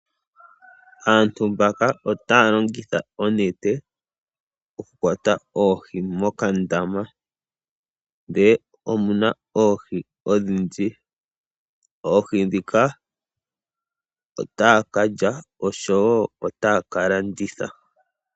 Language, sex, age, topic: Oshiwambo, male, 25-35, agriculture